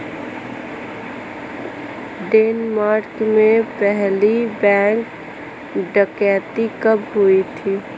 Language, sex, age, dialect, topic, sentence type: Hindi, female, 18-24, Marwari Dhudhari, banking, statement